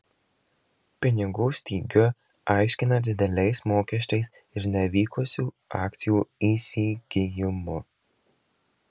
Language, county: Lithuanian, Marijampolė